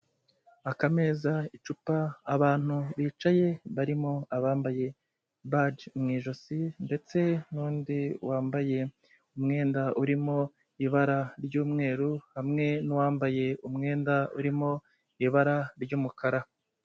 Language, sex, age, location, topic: Kinyarwanda, male, 25-35, Kigali, health